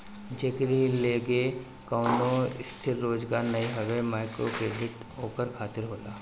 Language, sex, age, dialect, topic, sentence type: Bhojpuri, male, 25-30, Northern, banking, statement